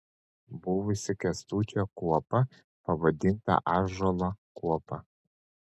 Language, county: Lithuanian, Panevėžys